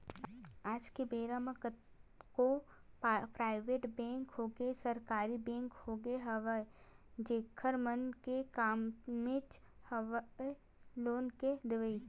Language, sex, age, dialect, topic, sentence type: Chhattisgarhi, female, 60-100, Western/Budati/Khatahi, banking, statement